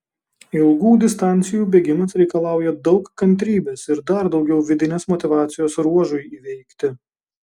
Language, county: Lithuanian, Kaunas